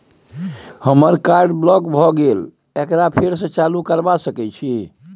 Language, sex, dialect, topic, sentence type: Maithili, male, Bajjika, banking, question